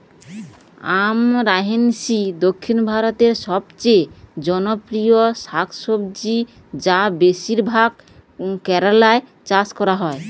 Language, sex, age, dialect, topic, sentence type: Bengali, female, 18-24, Rajbangshi, agriculture, question